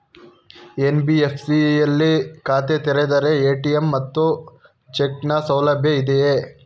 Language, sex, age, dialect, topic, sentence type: Kannada, male, 41-45, Mysore Kannada, banking, question